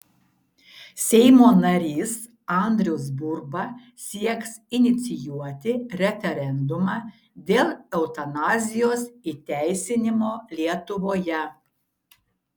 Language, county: Lithuanian, Šiauliai